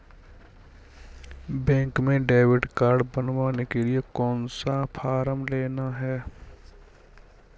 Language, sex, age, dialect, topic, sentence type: Hindi, male, 60-100, Kanauji Braj Bhasha, banking, question